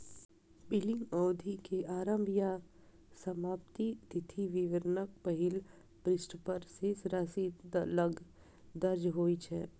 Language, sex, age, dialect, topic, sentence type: Maithili, female, 31-35, Eastern / Thethi, banking, statement